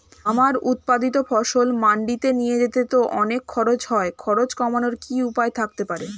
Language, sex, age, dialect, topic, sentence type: Bengali, female, 25-30, Standard Colloquial, agriculture, question